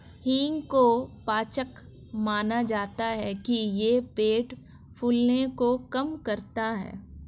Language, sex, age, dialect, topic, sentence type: Hindi, female, 25-30, Marwari Dhudhari, agriculture, statement